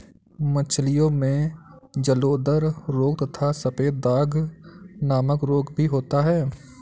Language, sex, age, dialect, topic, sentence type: Hindi, male, 56-60, Kanauji Braj Bhasha, agriculture, statement